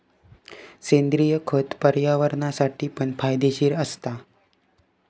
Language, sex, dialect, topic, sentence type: Marathi, male, Southern Konkan, agriculture, statement